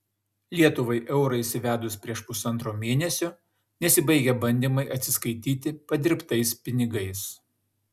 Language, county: Lithuanian, Šiauliai